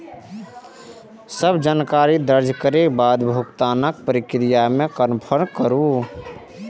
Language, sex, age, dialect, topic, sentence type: Maithili, male, 18-24, Eastern / Thethi, banking, statement